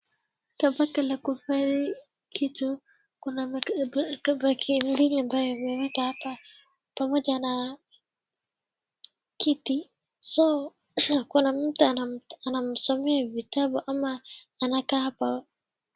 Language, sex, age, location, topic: Swahili, female, 36-49, Wajir, education